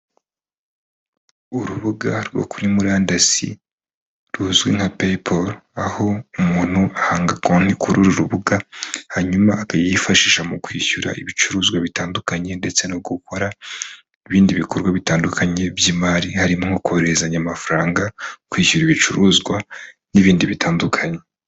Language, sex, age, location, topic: Kinyarwanda, female, 25-35, Kigali, finance